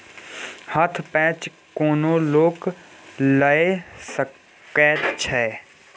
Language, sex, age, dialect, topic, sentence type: Maithili, female, 60-100, Bajjika, banking, statement